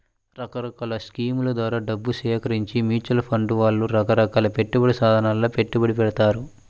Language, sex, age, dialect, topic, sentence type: Telugu, male, 18-24, Central/Coastal, banking, statement